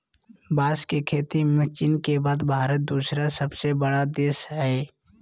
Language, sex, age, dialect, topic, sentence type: Magahi, male, 18-24, Southern, agriculture, statement